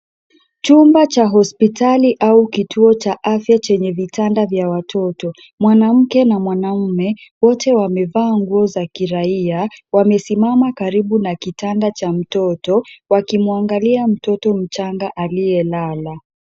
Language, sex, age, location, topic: Swahili, female, 25-35, Kisumu, health